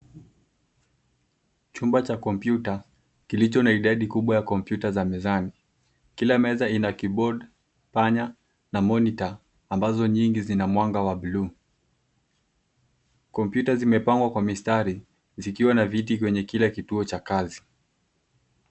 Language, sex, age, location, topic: Swahili, male, 18-24, Nairobi, education